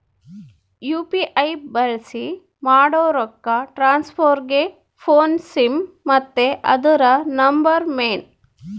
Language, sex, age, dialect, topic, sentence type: Kannada, female, 36-40, Central, banking, statement